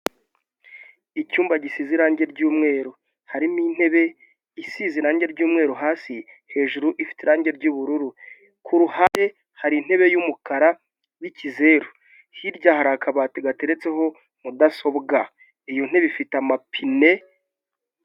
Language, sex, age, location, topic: Kinyarwanda, male, 25-35, Kigali, health